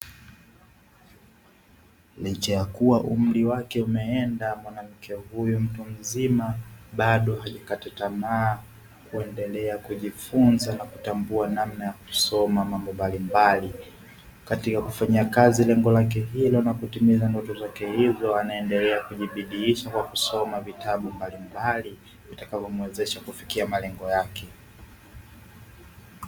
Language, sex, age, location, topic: Swahili, male, 25-35, Dar es Salaam, education